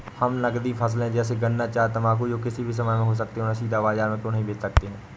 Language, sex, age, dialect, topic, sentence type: Hindi, male, 18-24, Awadhi Bundeli, agriculture, question